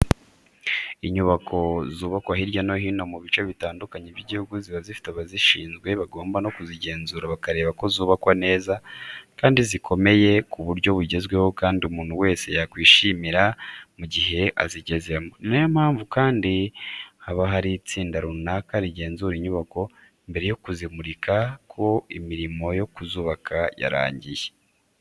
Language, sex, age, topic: Kinyarwanda, male, 25-35, education